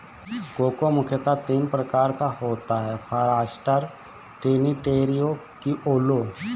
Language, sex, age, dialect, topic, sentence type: Hindi, male, 25-30, Awadhi Bundeli, agriculture, statement